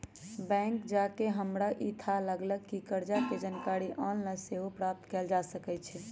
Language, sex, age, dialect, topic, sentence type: Magahi, male, 18-24, Western, banking, statement